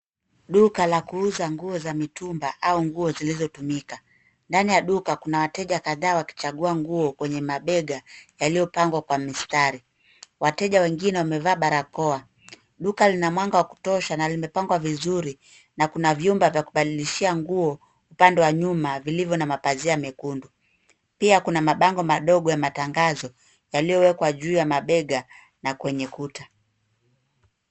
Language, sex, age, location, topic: Swahili, female, 18-24, Nairobi, finance